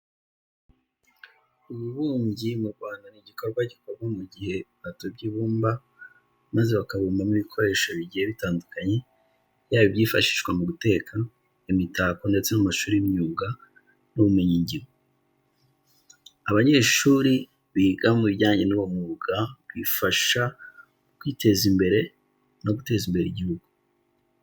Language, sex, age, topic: Kinyarwanda, male, 25-35, education